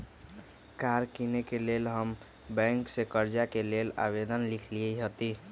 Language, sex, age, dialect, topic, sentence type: Magahi, male, 31-35, Western, banking, statement